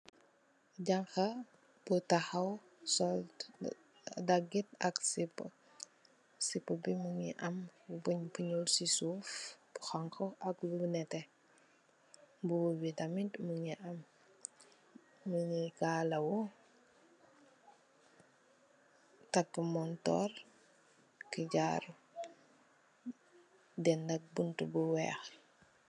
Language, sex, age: Wolof, female, 18-24